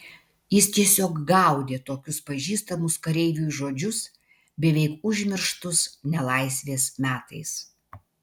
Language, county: Lithuanian, Vilnius